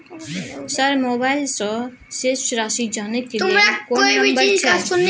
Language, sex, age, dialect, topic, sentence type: Maithili, female, 25-30, Bajjika, banking, question